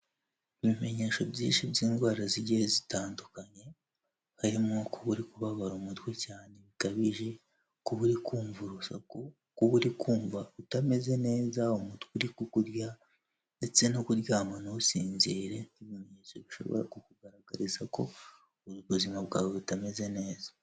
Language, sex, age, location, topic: Kinyarwanda, male, 18-24, Kigali, health